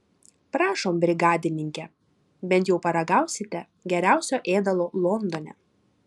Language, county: Lithuanian, Klaipėda